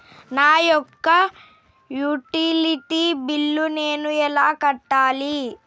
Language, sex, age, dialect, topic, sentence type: Telugu, female, 31-35, Telangana, banking, question